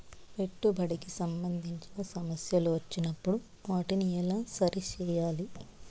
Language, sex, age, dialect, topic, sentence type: Telugu, female, 25-30, Southern, banking, question